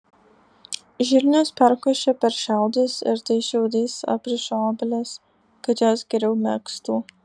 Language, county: Lithuanian, Alytus